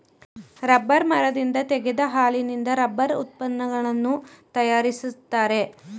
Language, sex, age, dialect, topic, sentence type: Kannada, female, 18-24, Mysore Kannada, agriculture, statement